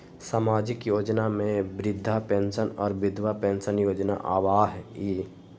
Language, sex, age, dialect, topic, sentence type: Magahi, female, 18-24, Western, banking, question